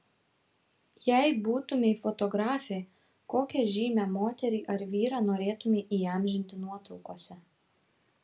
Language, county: Lithuanian, Šiauliai